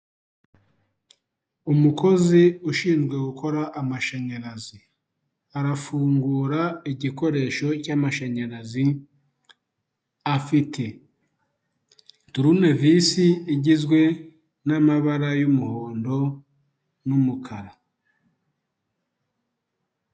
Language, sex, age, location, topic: Kinyarwanda, male, 25-35, Nyagatare, government